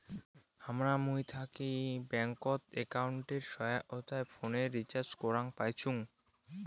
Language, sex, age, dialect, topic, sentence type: Bengali, male, 18-24, Rajbangshi, banking, statement